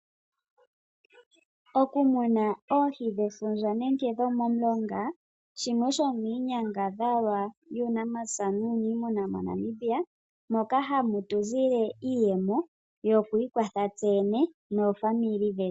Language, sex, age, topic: Oshiwambo, female, 25-35, agriculture